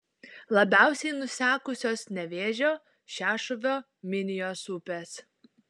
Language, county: Lithuanian, Šiauliai